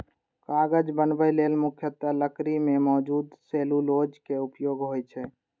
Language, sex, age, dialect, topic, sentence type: Maithili, male, 18-24, Eastern / Thethi, agriculture, statement